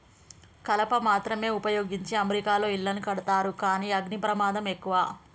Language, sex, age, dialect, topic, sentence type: Telugu, female, 18-24, Telangana, agriculture, statement